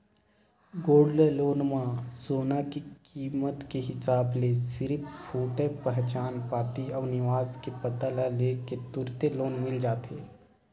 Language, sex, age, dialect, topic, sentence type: Chhattisgarhi, male, 18-24, Western/Budati/Khatahi, banking, statement